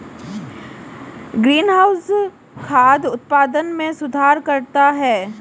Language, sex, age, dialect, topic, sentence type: Hindi, female, 18-24, Marwari Dhudhari, agriculture, statement